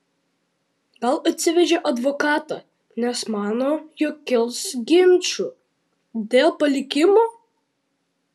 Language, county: Lithuanian, Vilnius